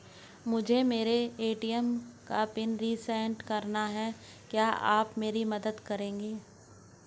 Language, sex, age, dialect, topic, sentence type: Hindi, female, 18-24, Hindustani Malvi Khadi Boli, banking, question